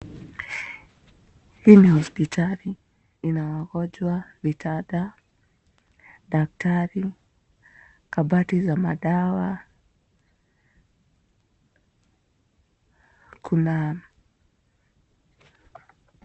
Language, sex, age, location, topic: Swahili, female, 25-35, Nakuru, health